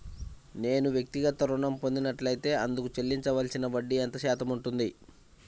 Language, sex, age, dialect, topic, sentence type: Telugu, male, 25-30, Central/Coastal, banking, question